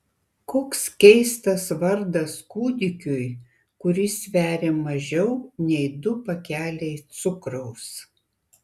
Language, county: Lithuanian, Kaunas